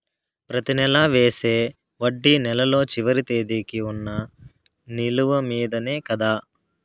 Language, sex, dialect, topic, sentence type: Telugu, male, Southern, banking, question